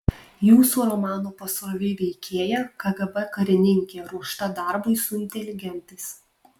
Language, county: Lithuanian, Alytus